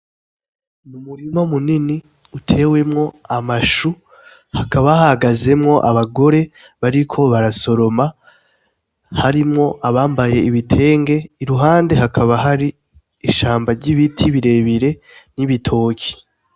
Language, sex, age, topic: Rundi, male, 18-24, agriculture